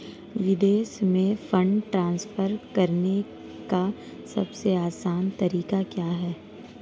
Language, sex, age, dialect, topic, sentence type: Hindi, female, 36-40, Marwari Dhudhari, banking, question